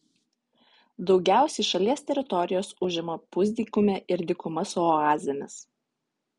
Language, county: Lithuanian, Utena